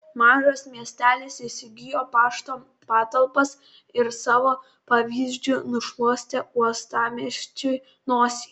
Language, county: Lithuanian, Kaunas